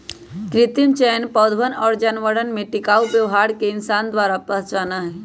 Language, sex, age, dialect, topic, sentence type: Magahi, female, 25-30, Western, agriculture, statement